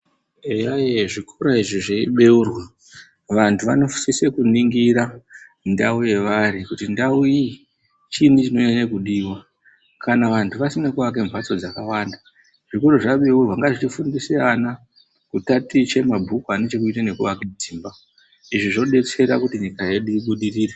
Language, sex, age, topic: Ndau, male, 25-35, education